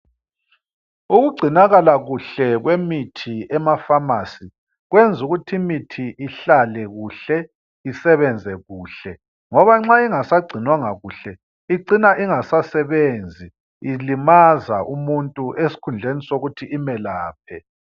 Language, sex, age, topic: North Ndebele, male, 50+, health